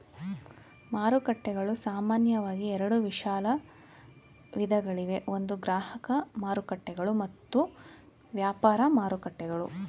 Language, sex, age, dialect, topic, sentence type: Kannada, female, 31-35, Mysore Kannada, banking, statement